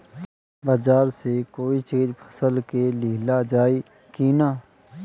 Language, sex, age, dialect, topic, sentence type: Bhojpuri, male, 18-24, Northern, agriculture, question